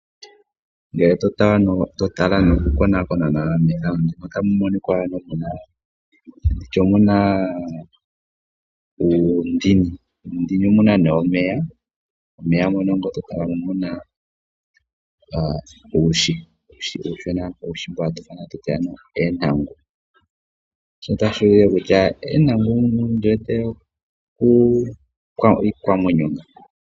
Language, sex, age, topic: Oshiwambo, male, 18-24, agriculture